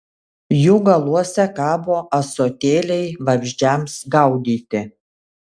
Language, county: Lithuanian, Kaunas